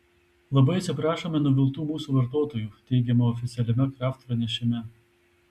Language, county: Lithuanian, Tauragė